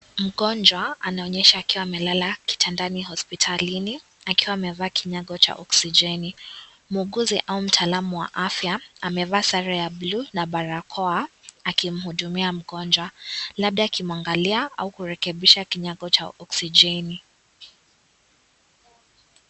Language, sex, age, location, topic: Swahili, female, 18-24, Kisii, health